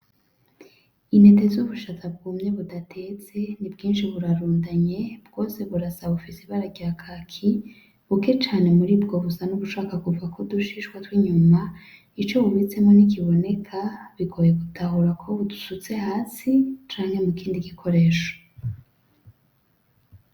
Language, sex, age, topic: Rundi, female, 25-35, agriculture